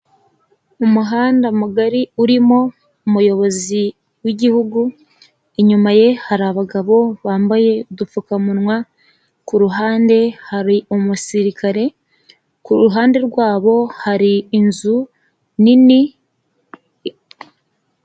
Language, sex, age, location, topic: Kinyarwanda, female, 25-35, Nyagatare, government